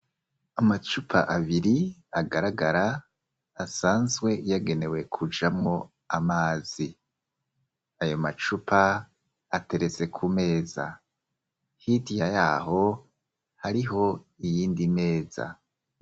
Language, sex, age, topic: Rundi, female, 36-49, education